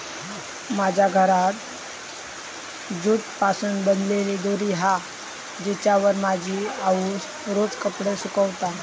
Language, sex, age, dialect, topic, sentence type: Marathi, male, 31-35, Southern Konkan, agriculture, statement